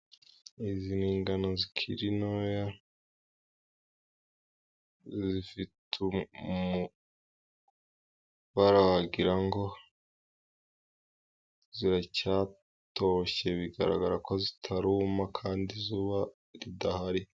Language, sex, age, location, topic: Kinyarwanda, female, 18-24, Musanze, agriculture